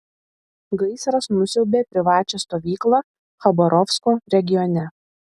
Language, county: Lithuanian, Vilnius